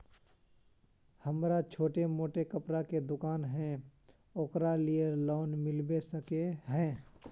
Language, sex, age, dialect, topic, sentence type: Magahi, male, 25-30, Northeastern/Surjapuri, banking, question